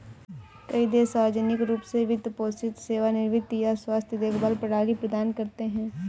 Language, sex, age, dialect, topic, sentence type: Hindi, female, 18-24, Awadhi Bundeli, banking, statement